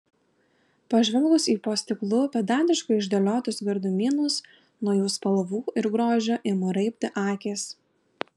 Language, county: Lithuanian, Alytus